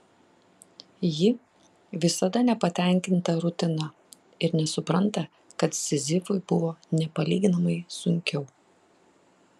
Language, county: Lithuanian, Klaipėda